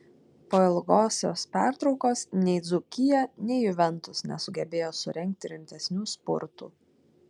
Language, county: Lithuanian, Klaipėda